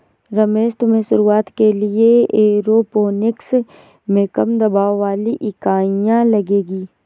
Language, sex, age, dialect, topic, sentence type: Hindi, female, 18-24, Awadhi Bundeli, agriculture, statement